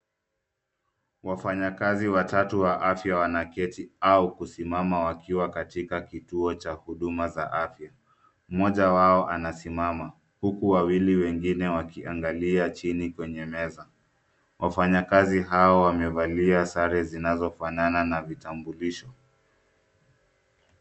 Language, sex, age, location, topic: Swahili, male, 25-35, Nairobi, health